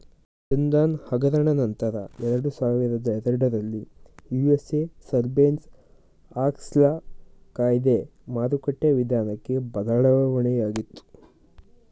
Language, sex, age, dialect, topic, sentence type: Kannada, male, 18-24, Mysore Kannada, banking, statement